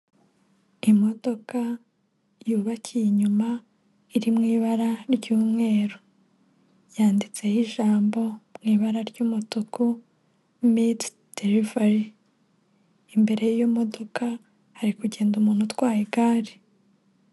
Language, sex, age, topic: Kinyarwanda, female, 25-35, government